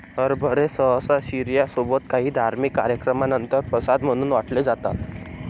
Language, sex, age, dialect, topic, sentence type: Marathi, male, 25-30, Northern Konkan, agriculture, statement